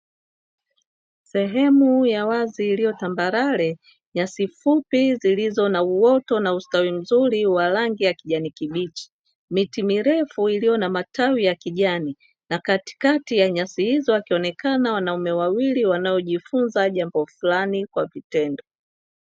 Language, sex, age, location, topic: Swahili, female, 50+, Dar es Salaam, education